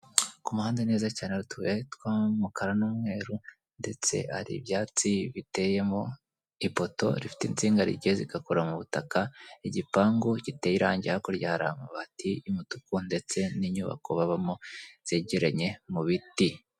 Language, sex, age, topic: Kinyarwanda, female, 18-24, government